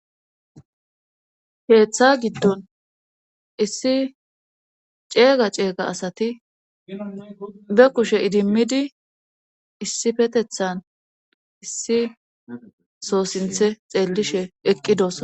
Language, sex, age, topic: Gamo, female, 25-35, government